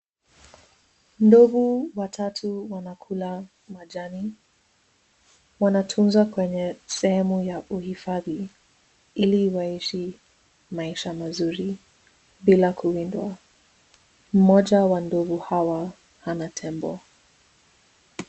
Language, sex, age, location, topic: Swahili, female, 18-24, Nairobi, government